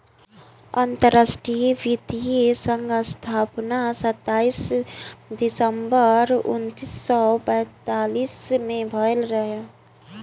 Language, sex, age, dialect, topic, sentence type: Bhojpuri, female, 18-24, Northern, banking, statement